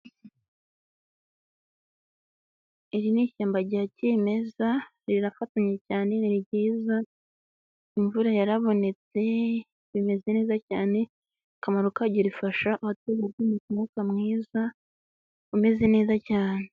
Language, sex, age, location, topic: Kinyarwanda, female, 25-35, Nyagatare, agriculture